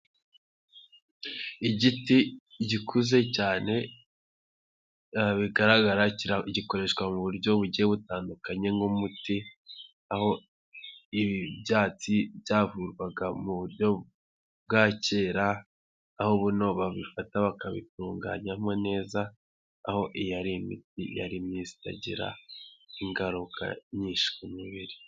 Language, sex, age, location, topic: Kinyarwanda, male, 18-24, Huye, health